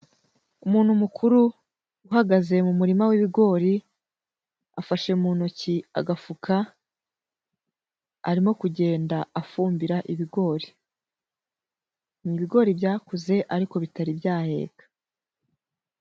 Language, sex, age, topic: Kinyarwanda, female, 18-24, agriculture